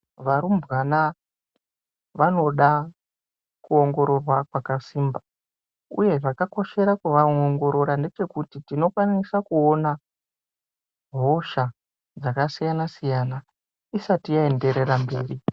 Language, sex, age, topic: Ndau, male, 18-24, health